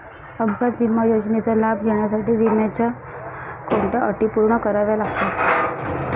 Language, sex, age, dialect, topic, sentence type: Marathi, female, 31-35, Northern Konkan, banking, question